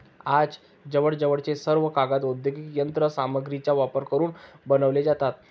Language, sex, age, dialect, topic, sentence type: Marathi, male, 25-30, Varhadi, agriculture, statement